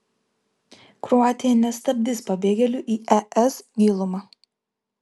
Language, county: Lithuanian, Vilnius